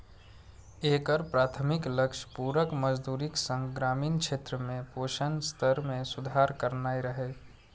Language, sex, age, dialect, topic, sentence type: Maithili, male, 36-40, Eastern / Thethi, banking, statement